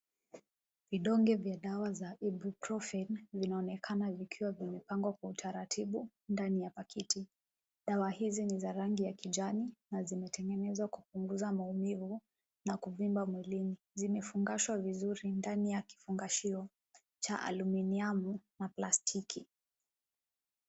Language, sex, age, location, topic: Swahili, female, 18-24, Kisumu, health